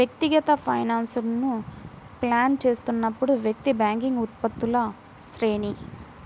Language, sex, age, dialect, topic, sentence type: Telugu, female, 18-24, Central/Coastal, banking, statement